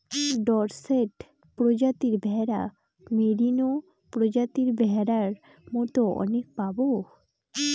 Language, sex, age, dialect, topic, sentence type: Bengali, female, 18-24, Northern/Varendri, agriculture, statement